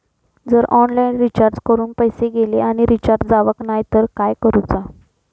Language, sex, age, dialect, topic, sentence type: Marathi, female, 25-30, Southern Konkan, banking, question